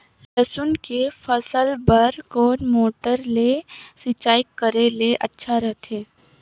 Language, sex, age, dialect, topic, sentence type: Chhattisgarhi, female, 18-24, Northern/Bhandar, agriculture, question